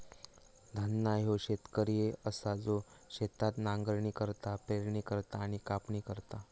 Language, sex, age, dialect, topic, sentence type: Marathi, male, 18-24, Southern Konkan, agriculture, statement